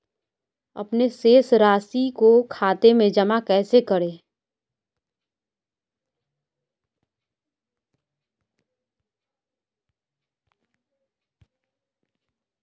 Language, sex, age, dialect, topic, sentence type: Hindi, female, 25-30, Marwari Dhudhari, banking, question